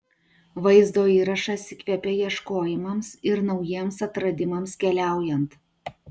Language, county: Lithuanian, Utena